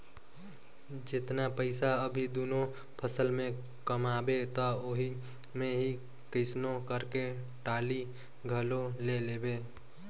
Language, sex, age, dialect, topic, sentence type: Chhattisgarhi, male, 18-24, Northern/Bhandar, banking, statement